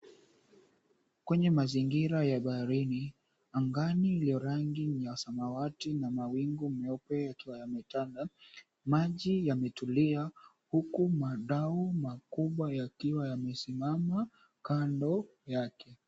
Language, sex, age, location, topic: Swahili, female, 25-35, Mombasa, government